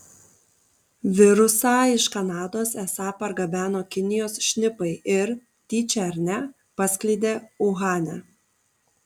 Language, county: Lithuanian, Kaunas